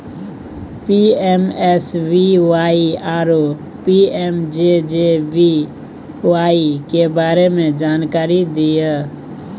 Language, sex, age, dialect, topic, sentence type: Maithili, male, 25-30, Bajjika, banking, question